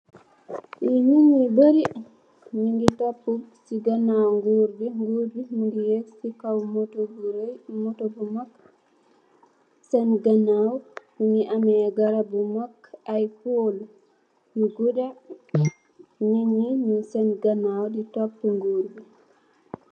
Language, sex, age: Wolof, female, 18-24